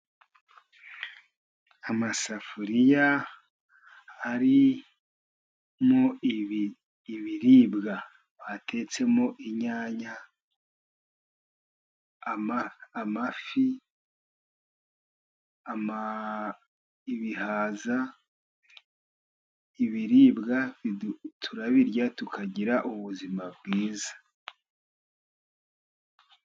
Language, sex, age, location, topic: Kinyarwanda, male, 50+, Musanze, agriculture